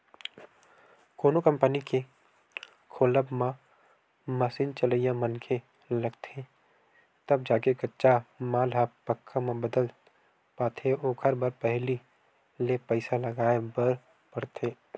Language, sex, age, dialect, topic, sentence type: Chhattisgarhi, male, 18-24, Western/Budati/Khatahi, banking, statement